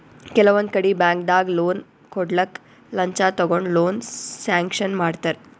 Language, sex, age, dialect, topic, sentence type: Kannada, female, 18-24, Northeastern, banking, statement